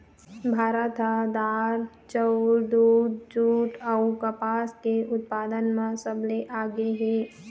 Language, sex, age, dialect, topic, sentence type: Chhattisgarhi, female, 18-24, Eastern, agriculture, statement